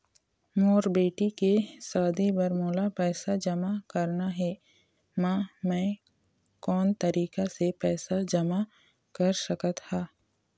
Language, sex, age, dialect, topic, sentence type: Chhattisgarhi, female, 25-30, Eastern, banking, question